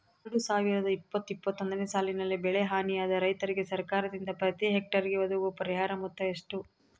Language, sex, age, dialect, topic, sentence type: Kannada, female, 31-35, Central, agriculture, question